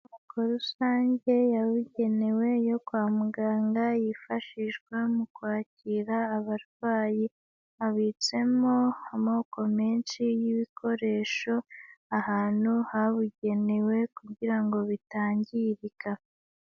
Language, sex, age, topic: Kinyarwanda, female, 18-24, health